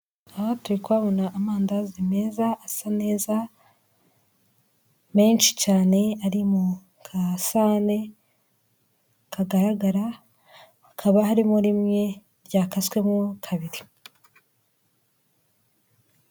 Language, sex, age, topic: Kinyarwanda, female, 18-24, finance